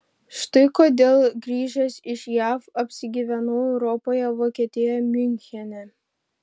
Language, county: Lithuanian, Šiauliai